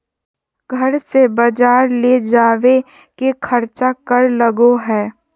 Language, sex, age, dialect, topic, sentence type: Magahi, female, 51-55, Southern, agriculture, question